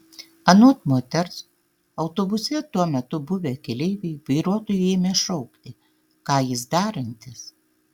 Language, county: Lithuanian, Tauragė